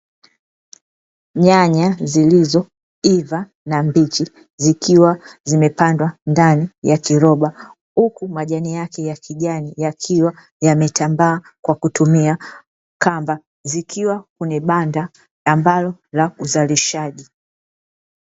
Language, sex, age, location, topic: Swahili, female, 36-49, Dar es Salaam, agriculture